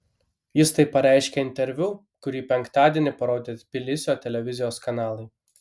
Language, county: Lithuanian, Kaunas